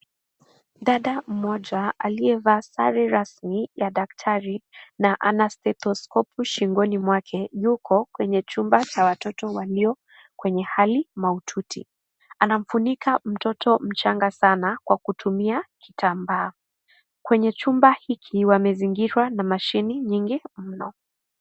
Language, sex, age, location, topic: Swahili, female, 18-24, Kisii, health